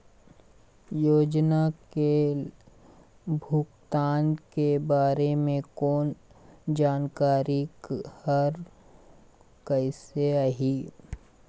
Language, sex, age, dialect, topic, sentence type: Chhattisgarhi, male, 51-55, Eastern, banking, question